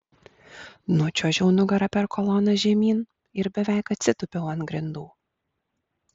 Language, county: Lithuanian, Klaipėda